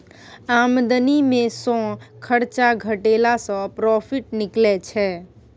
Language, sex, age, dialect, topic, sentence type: Maithili, female, 18-24, Bajjika, banking, statement